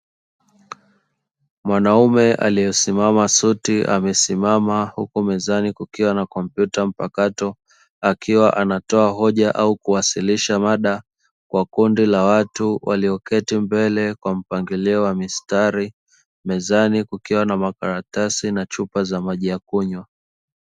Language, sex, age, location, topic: Swahili, male, 25-35, Dar es Salaam, education